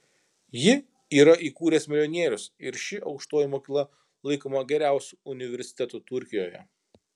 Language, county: Lithuanian, Kaunas